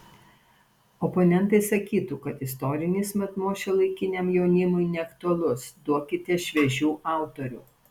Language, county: Lithuanian, Panevėžys